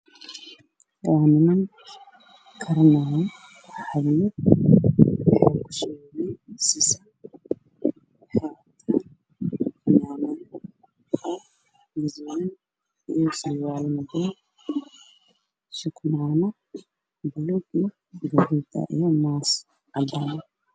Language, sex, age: Somali, male, 18-24